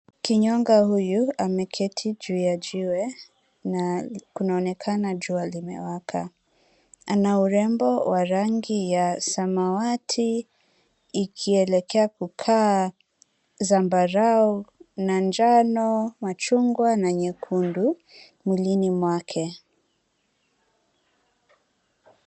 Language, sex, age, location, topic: Swahili, female, 25-35, Nairobi, government